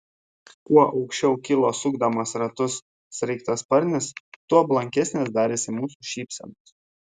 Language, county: Lithuanian, Šiauliai